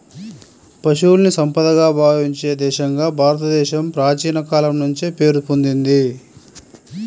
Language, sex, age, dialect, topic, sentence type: Telugu, male, 41-45, Central/Coastal, agriculture, statement